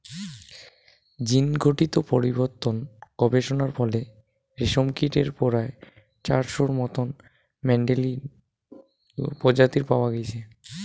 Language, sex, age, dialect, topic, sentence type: Bengali, male, 18-24, Rajbangshi, agriculture, statement